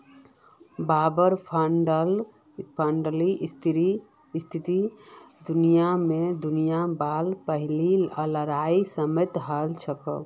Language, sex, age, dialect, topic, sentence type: Magahi, female, 25-30, Northeastern/Surjapuri, banking, statement